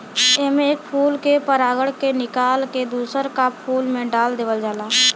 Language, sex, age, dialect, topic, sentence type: Bhojpuri, male, 18-24, Western, agriculture, statement